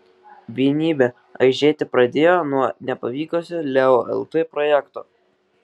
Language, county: Lithuanian, Kaunas